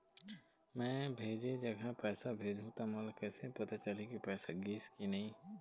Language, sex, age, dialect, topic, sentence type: Chhattisgarhi, male, 18-24, Eastern, banking, question